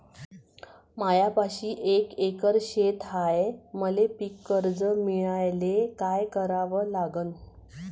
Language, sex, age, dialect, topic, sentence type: Marathi, female, 41-45, Varhadi, agriculture, question